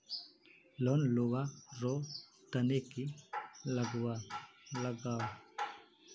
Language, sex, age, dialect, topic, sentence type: Magahi, male, 31-35, Northeastern/Surjapuri, banking, question